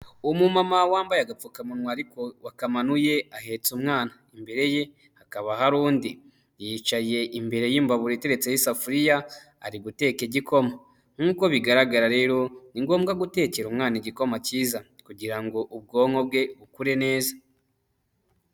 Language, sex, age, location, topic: Kinyarwanda, male, 18-24, Huye, health